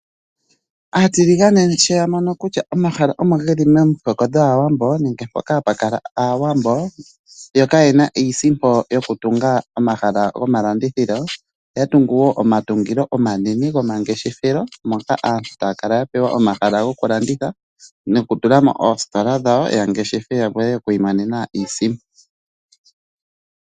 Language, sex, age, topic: Oshiwambo, male, 25-35, finance